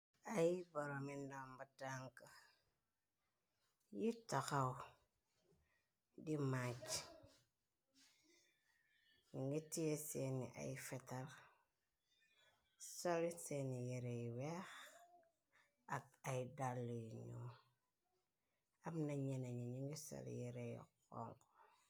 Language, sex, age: Wolof, female, 25-35